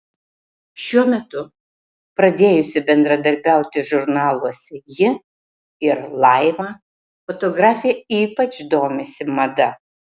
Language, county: Lithuanian, Marijampolė